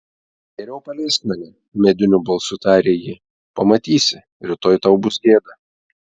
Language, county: Lithuanian, Telšiai